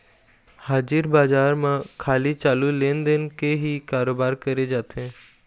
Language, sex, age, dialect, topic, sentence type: Chhattisgarhi, male, 18-24, Eastern, banking, statement